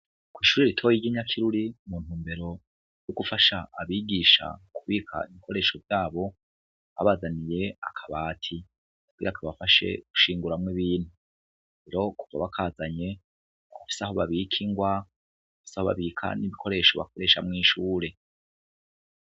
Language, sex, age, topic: Rundi, male, 36-49, education